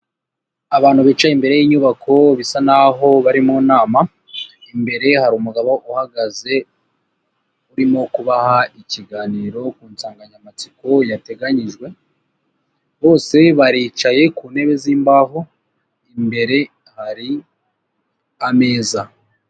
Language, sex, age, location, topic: Kinyarwanda, female, 25-35, Nyagatare, finance